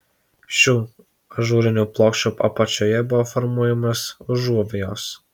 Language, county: Lithuanian, Alytus